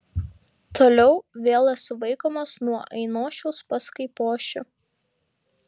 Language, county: Lithuanian, Šiauliai